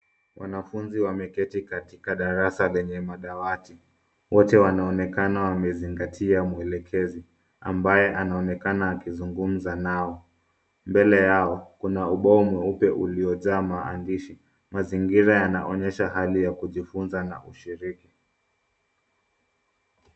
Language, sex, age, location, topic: Swahili, male, 25-35, Nairobi, education